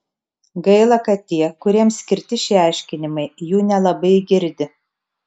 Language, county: Lithuanian, Telšiai